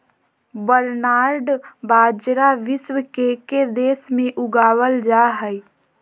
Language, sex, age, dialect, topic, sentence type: Magahi, female, 25-30, Southern, agriculture, statement